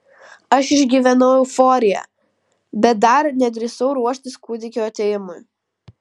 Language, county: Lithuanian, Vilnius